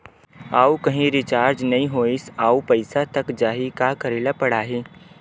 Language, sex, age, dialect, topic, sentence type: Chhattisgarhi, male, 18-24, Western/Budati/Khatahi, banking, question